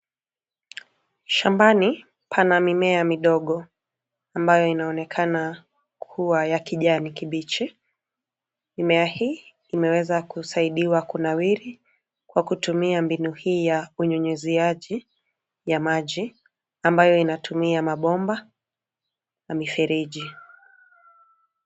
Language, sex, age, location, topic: Swahili, female, 25-35, Nairobi, agriculture